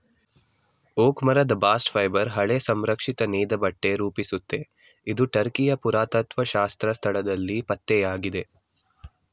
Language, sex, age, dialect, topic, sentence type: Kannada, male, 18-24, Mysore Kannada, agriculture, statement